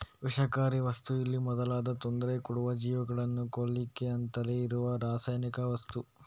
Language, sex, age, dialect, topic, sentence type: Kannada, male, 36-40, Coastal/Dakshin, agriculture, statement